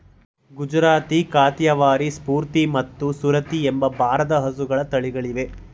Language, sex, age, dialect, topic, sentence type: Kannada, male, 18-24, Mysore Kannada, agriculture, statement